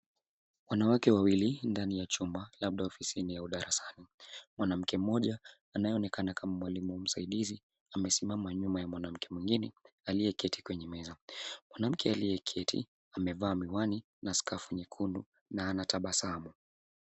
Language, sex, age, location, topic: Swahili, male, 18-24, Nairobi, education